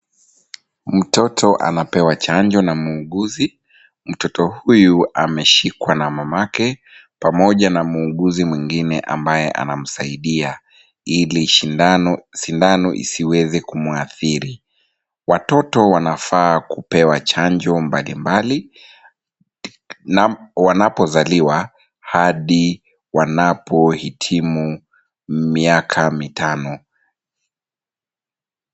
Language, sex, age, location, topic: Swahili, male, 25-35, Kisumu, health